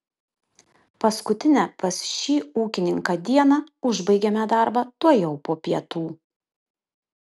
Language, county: Lithuanian, Kaunas